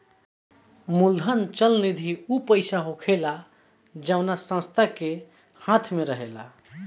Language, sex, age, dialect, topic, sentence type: Bhojpuri, male, 25-30, Southern / Standard, banking, statement